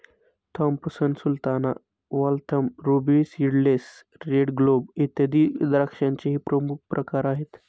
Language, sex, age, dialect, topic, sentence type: Marathi, male, 25-30, Standard Marathi, agriculture, statement